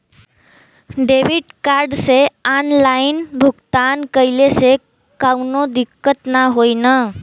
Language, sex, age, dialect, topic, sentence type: Bhojpuri, female, <18, Western, banking, question